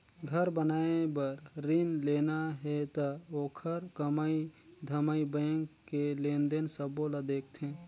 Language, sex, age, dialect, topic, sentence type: Chhattisgarhi, male, 31-35, Northern/Bhandar, banking, statement